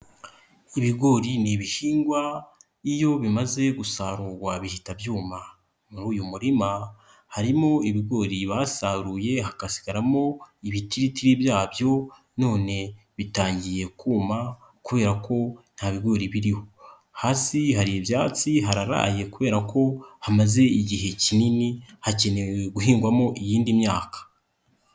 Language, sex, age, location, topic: Kinyarwanda, male, 25-35, Nyagatare, agriculture